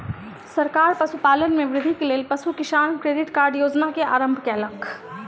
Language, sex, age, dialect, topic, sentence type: Maithili, female, 18-24, Southern/Standard, agriculture, statement